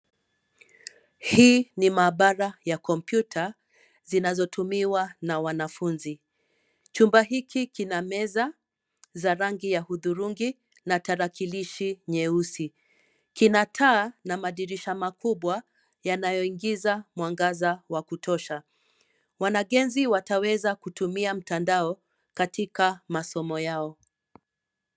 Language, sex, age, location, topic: Swahili, female, 18-24, Nairobi, education